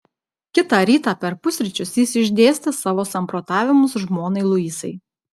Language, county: Lithuanian, Klaipėda